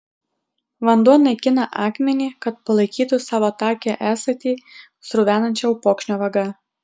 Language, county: Lithuanian, Utena